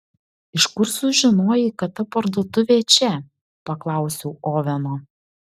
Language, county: Lithuanian, Šiauliai